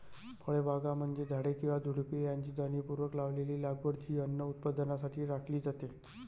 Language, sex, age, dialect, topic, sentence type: Marathi, male, 31-35, Varhadi, agriculture, statement